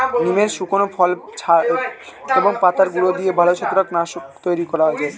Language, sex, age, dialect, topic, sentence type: Bengali, male, 18-24, Standard Colloquial, agriculture, statement